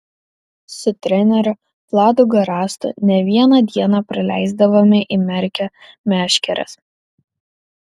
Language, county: Lithuanian, Kaunas